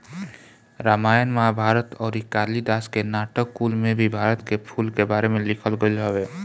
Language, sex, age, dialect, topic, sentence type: Bhojpuri, male, 25-30, Northern, agriculture, statement